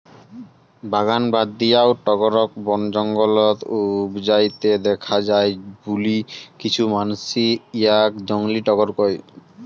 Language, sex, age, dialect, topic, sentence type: Bengali, male, 18-24, Rajbangshi, agriculture, statement